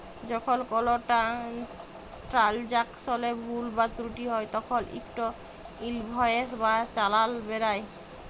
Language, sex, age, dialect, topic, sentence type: Bengali, female, 31-35, Jharkhandi, banking, statement